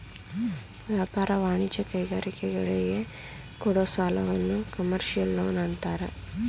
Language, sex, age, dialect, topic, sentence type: Kannada, female, 25-30, Mysore Kannada, banking, statement